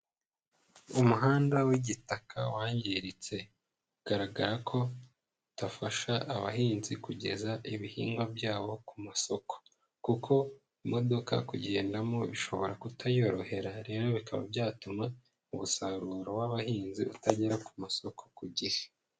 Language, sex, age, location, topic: Kinyarwanda, male, 25-35, Huye, agriculture